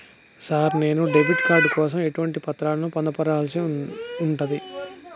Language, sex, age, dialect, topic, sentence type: Telugu, male, 31-35, Telangana, banking, question